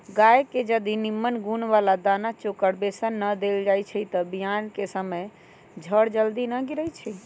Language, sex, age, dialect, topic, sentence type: Magahi, female, 18-24, Western, agriculture, statement